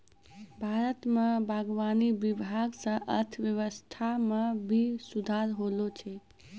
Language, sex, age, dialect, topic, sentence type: Maithili, female, 18-24, Angika, agriculture, statement